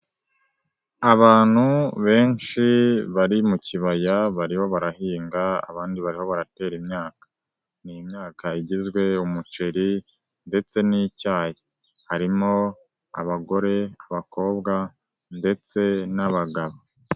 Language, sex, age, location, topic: Kinyarwanda, male, 18-24, Nyagatare, agriculture